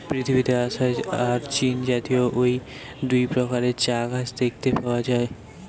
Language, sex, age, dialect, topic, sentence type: Bengali, male, 18-24, Western, agriculture, statement